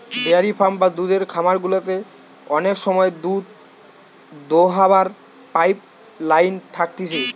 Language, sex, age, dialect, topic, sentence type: Bengali, male, 18-24, Western, agriculture, statement